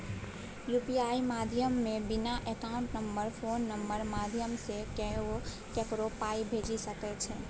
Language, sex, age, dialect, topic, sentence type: Maithili, female, 18-24, Bajjika, banking, statement